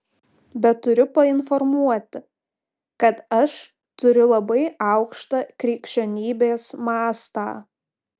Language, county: Lithuanian, Panevėžys